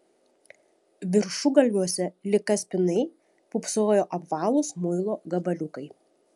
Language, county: Lithuanian, Šiauliai